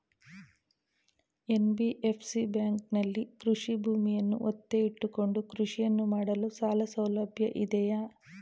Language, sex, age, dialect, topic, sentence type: Kannada, female, 36-40, Mysore Kannada, banking, question